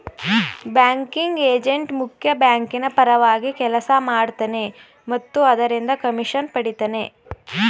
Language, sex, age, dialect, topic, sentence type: Kannada, female, 18-24, Mysore Kannada, banking, statement